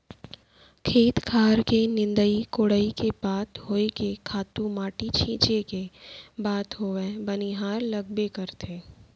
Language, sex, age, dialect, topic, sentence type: Chhattisgarhi, female, 36-40, Central, agriculture, statement